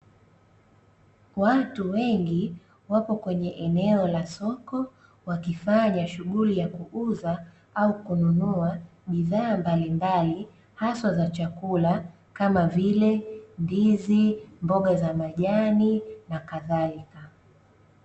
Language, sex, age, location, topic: Swahili, female, 25-35, Dar es Salaam, finance